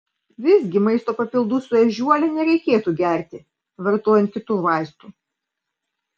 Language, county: Lithuanian, Vilnius